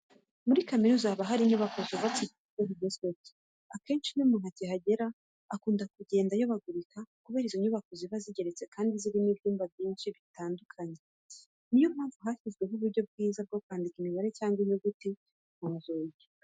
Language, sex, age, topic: Kinyarwanda, female, 25-35, education